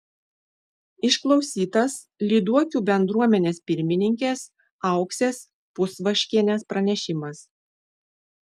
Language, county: Lithuanian, Šiauliai